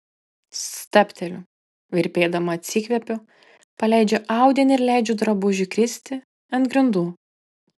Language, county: Lithuanian, Panevėžys